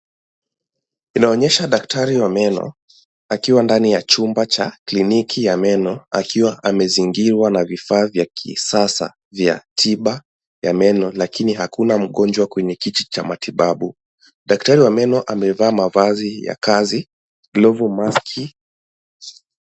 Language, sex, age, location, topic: Swahili, male, 18-24, Nairobi, health